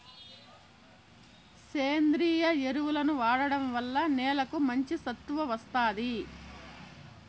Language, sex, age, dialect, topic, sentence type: Telugu, female, 31-35, Southern, agriculture, statement